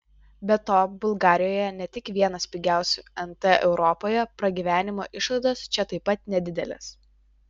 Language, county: Lithuanian, Vilnius